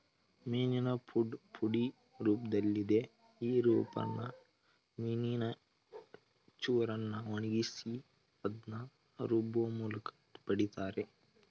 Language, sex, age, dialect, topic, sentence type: Kannada, male, 18-24, Mysore Kannada, agriculture, statement